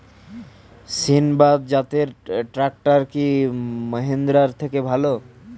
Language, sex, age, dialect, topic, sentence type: Bengali, male, 18-24, Standard Colloquial, agriculture, question